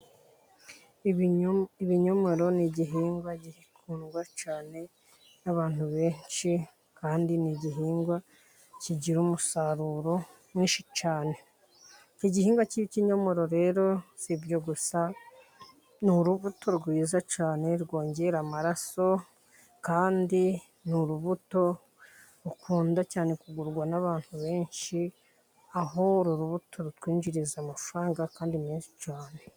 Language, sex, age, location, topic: Kinyarwanda, female, 50+, Musanze, agriculture